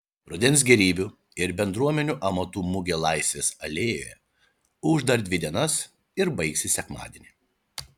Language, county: Lithuanian, Šiauliai